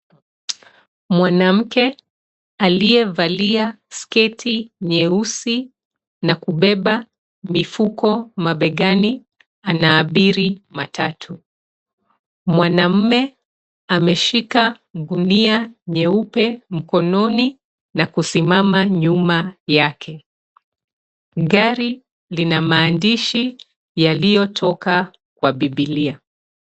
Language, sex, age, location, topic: Swahili, female, 36-49, Nairobi, government